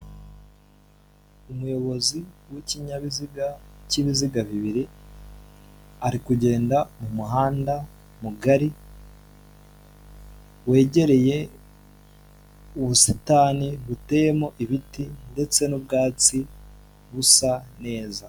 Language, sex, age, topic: Kinyarwanda, male, 18-24, government